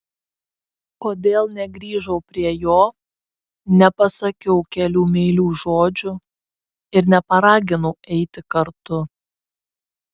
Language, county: Lithuanian, Šiauliai